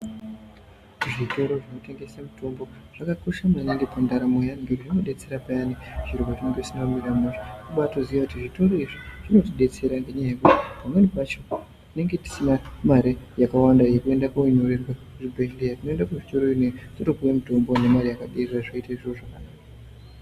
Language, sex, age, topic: Ndau, female, 18-24, health